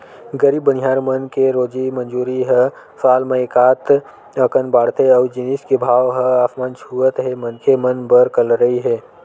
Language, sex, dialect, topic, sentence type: Chhattisgarhi, male, Western/Budati/Khatahi, banking, statement